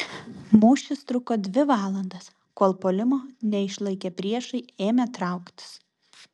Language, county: Lithuanian, Vilnius